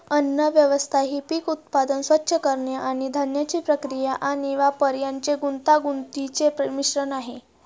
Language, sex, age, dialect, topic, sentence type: Marathi, female, 36-40, Standard Marathi, agriculture, statement